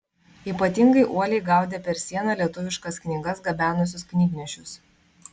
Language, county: Lithuanian, Vilnius